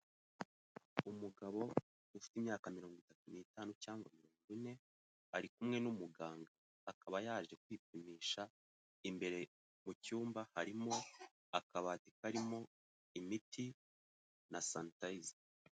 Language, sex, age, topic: Kinyarwanda, male, 18-24, health